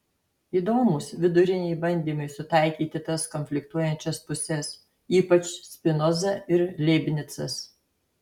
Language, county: Lithuanian, Alytus